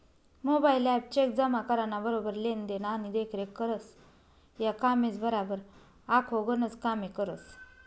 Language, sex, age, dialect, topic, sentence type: Marathi, female, 31-35, Northern Konkan, banking, statement